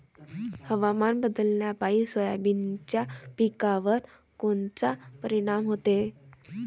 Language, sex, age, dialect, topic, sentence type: Marathi, female, 18-24, Varhadi, agriculture, question